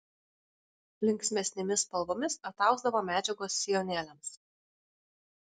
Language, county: Lithuanian, Alytus